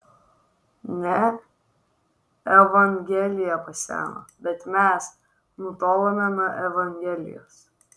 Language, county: Lithuanian, Vilnius